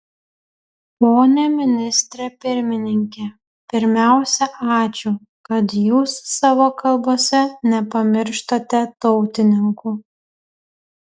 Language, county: Lithuanian, Kaunas